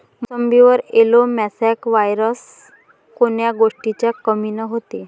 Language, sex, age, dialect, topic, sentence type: Marathi, female, 25-30, Varhadi, agriculture, question